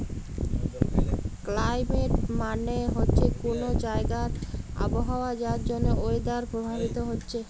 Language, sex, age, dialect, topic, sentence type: Bengali, female, 31-35, Western, agriculture, statement